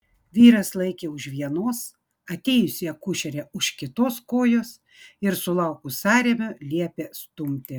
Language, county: Lithuanian, Vilnius